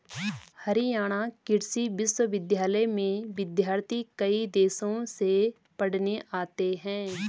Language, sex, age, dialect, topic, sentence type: Hindi, female, 25-30, Garhwali, agriculture, statement